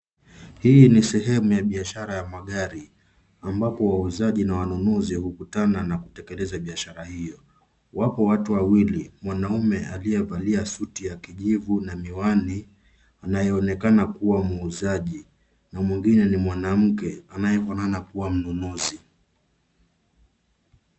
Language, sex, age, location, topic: Swahili, male, 25-35, Nairobi, finance